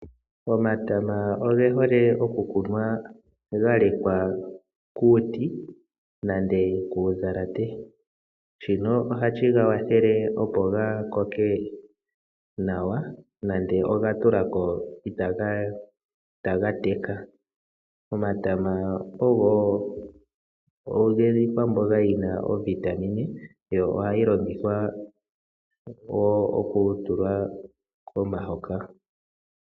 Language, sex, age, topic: Oshiwambo, male, 25-35, agriculture